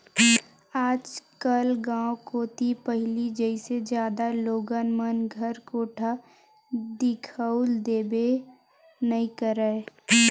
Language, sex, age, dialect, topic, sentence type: Chhattisgarhi, female, 18-24, Western/Budati/Khatahi, agriculture, statement